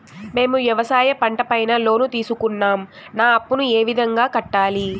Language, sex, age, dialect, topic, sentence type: Telugu, female, 18-24, Southern, banking, question